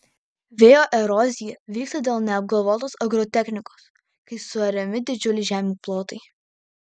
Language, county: Lithuanian, Vilnius